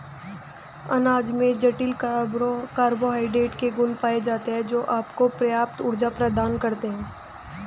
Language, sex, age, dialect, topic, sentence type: Hindi, female, 18-24, Hindustani Malvi Khadi Boli, agriculture, statement